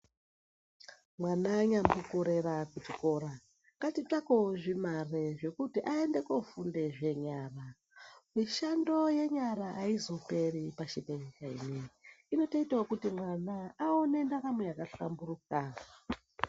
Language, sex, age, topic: Ndau, male, 36-49, education